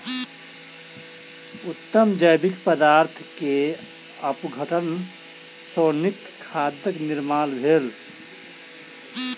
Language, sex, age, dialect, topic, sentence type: Maithili, male, 31-35, Southern/Standard, agriculture, statement